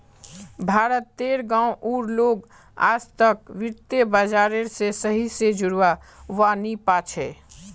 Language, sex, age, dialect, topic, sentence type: Magahi, male, 18-24, Northeastern/Surjapuri, banking, statement